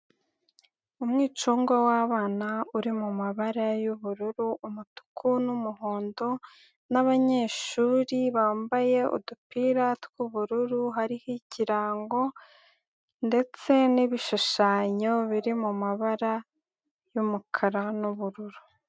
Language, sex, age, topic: Kinyarwanda, female, 18-24, education